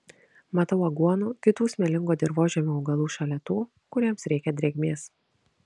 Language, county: Lithuanian, Kaunas